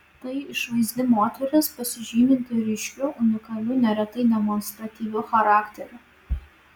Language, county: Lithuanian, Vilnius